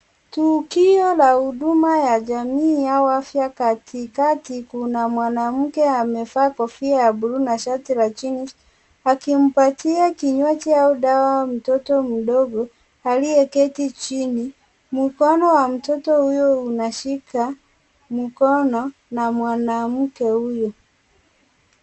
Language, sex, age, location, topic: Swahili, female, 18-24, Kisii, health